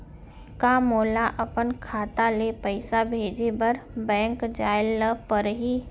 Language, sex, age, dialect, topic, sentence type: Chhattisgarhi, female, 25-30, Central, banking, question